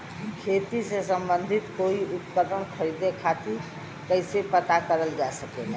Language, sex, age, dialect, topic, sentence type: Bhojpuri, female, 25-30, Western, agriculture, question